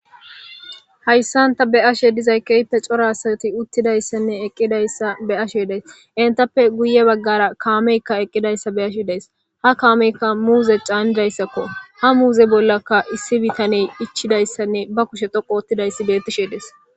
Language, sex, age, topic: Gamo, male, 18-24, government